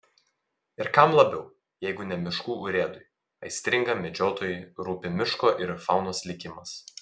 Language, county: Lithuanian, Vilnius